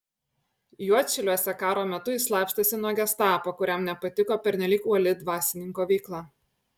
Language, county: Lithuanian, Kaunas